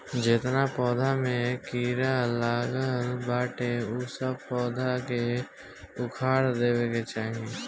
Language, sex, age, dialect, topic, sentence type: Bhojpuri, male, 18-24, Northern, agriculture, statement